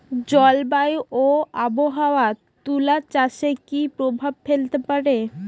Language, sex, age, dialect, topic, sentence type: Bengali, female, 18-24, Northern/Varendri, agriculture, question